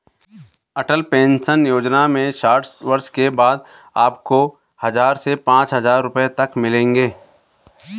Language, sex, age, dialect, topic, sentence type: Hindi, male, 36-40, Garhwali, banking, statement